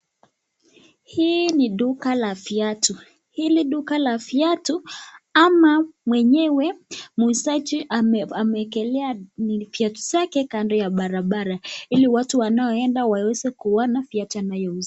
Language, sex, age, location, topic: Swahili, female, 25-35, Nakuru, finance